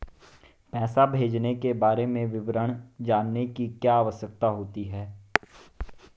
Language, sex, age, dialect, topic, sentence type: Hindi, male, 18-24, Marwari Dhudhari, banking, question